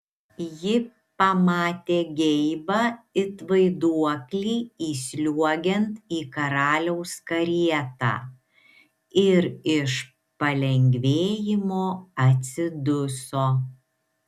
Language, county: Lithuanian, Šiauliai